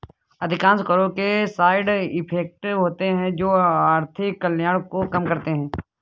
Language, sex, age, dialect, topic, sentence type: Hindi, male, 18-24, Kanauji Braj Bhasha, banking, statement